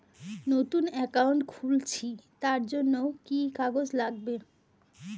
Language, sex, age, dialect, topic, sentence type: Bengali, female, 41-45, Standard Colloquial, banking, question